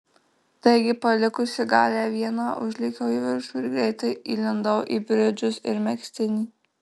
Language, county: Lithuanian, Marijampolė